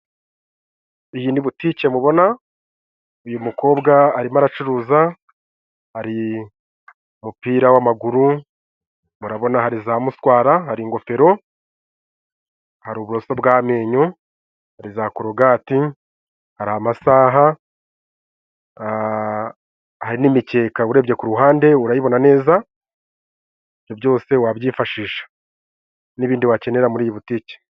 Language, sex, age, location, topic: Kinyarwanda, male, 25-35, Musanze, finance